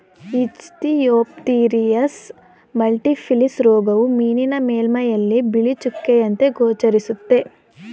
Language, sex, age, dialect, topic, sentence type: Kannada, female, 18-24, Mysore Kannada, agriculture, statement